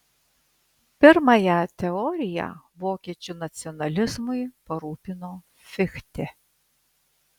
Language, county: Lithuanian, Vilnius